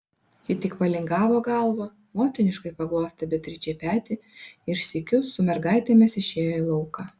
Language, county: Lithuanian, Vilnius